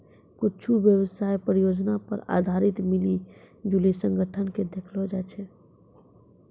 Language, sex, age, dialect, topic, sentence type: Maithili, female, 51-55, Angika, banking, statement